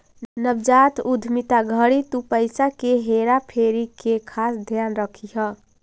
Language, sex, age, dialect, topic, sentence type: Magahi, female, 18-24, Central/Standard, banking, statement